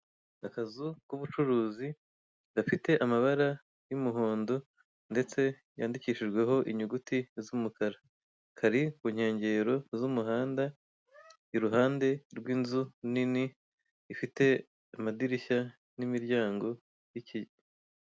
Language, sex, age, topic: Kinyarwanda, female, 25-35, finance